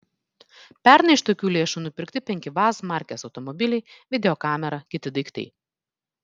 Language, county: Lithuanian, Vilnius